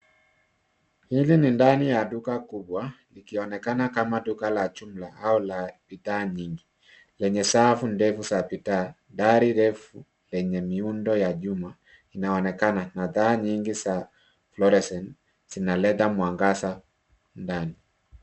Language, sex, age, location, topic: Swahili, male, 50+, Nairobi, finance